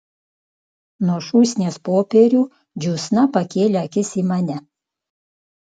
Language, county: Lithuanian, Klaipėda